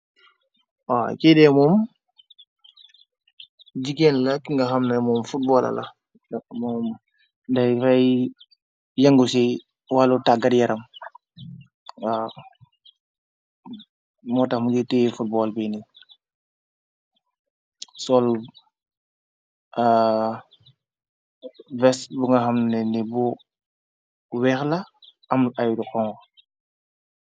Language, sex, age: Wolof, male, 25-35